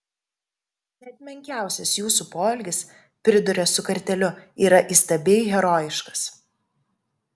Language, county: Lithuanian, Kaunas